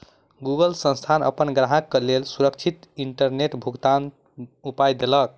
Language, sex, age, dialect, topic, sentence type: Maithili, male, 25-30, Southern/Standard, banking, statement